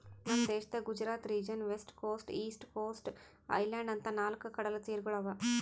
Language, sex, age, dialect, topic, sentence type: Kannada, female, 18-24, Northeastern, agriculture, statement